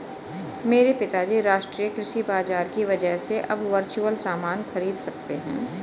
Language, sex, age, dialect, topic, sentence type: Hindi, female, 41-45, Hindustani Malvi Khadi Boli, agriculture, statement